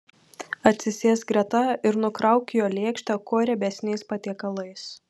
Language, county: Lithuanian, Telšiai